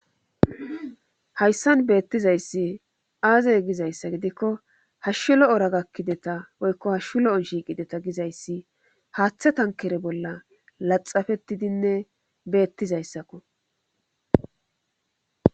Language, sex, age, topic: Gamo, female, 25-35, government